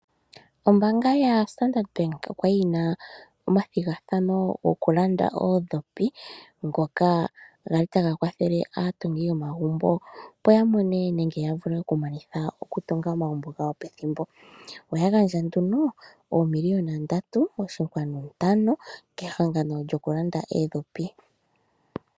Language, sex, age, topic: Oshiwambo, male, 25-35, finance